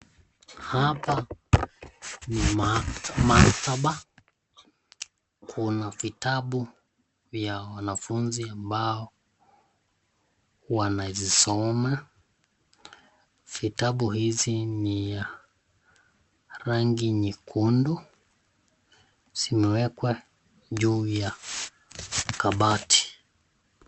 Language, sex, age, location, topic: Swahili, male, 25-35, Nakuru, education